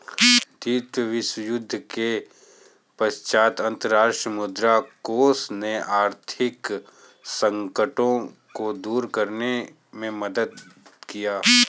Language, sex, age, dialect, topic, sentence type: Hindi, male, 18-24, Kanauji Braj Bhasha, banking, statement